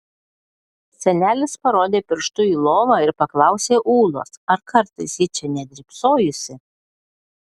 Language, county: Lithuanian, Klaipėda